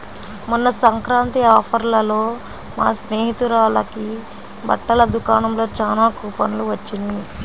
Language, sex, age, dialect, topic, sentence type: Telugu, female, 25-30, Central/Coastal, banking, statement